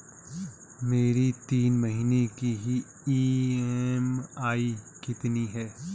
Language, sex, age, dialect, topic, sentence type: Hindi, male, 31-35, Kanauji Braj Bhasha, banking, question